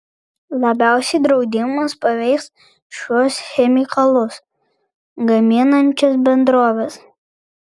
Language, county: Lithuanian, Vilnius